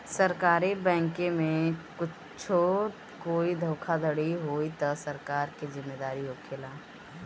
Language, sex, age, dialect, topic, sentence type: Bhojpuri, female, 18-24, Northern, banking, statement